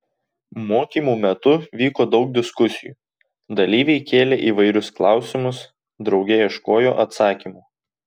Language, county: Lithuanian, Tauragė